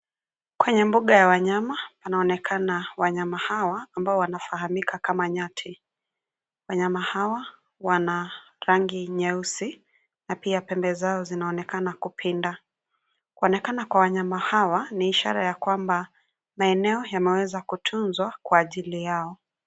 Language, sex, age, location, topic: Swahili, female, 25-35, Nairobi, government